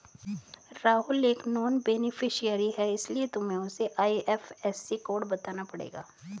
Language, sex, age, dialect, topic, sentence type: Hindi, female, 36-40, Hindustani Malvi Khadi Boli, banking, statement